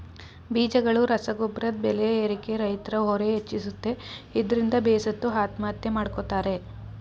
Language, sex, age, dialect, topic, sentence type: Kannada, male, 36-40, Mysore Kannada, agriculture, statement